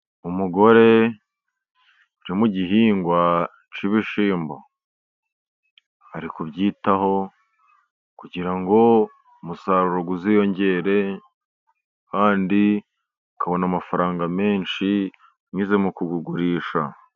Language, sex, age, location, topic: Kinyarwanda, male, 50+, Musanze, agriculture